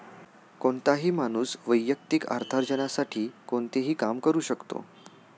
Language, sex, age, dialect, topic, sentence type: Marathi, male, 18-24, Standard Marathi, banking, statement